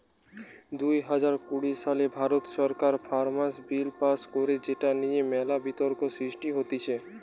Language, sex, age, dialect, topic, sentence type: Bengali, male, <18, Western, agriculture, statement